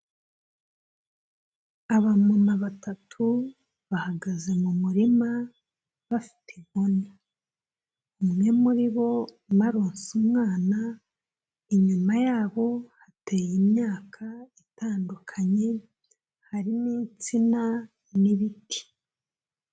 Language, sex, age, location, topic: Kinyarwanda, female, 25-35, Kigali, health